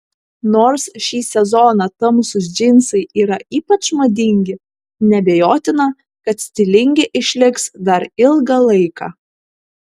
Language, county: Lithuanian, Kaunas